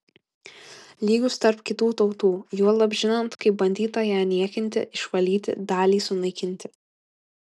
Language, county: Lithuanian, Kaunas